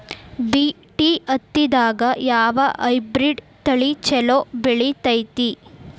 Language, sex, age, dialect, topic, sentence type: Kannada, female, 18-24, Dharwad Kannada, agriculture, question